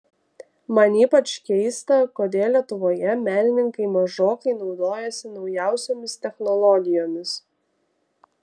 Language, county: Lithuanian, Kaunas